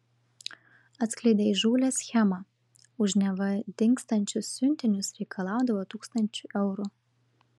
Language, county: Lithuanian, Šiauliai